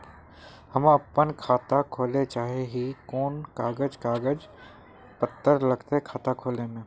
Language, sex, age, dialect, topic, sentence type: Magahi, male, 18-24, Northeastern/Surjapuri, banking, question